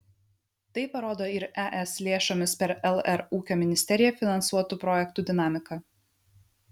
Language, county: Lithuanian, Vilnius